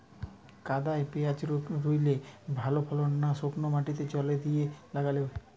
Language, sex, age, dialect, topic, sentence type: Bengali, male, 18-24, Western, agriculture, question